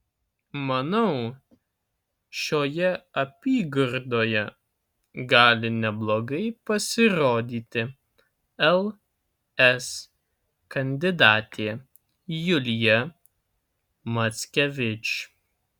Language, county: Lithuanian, Alytus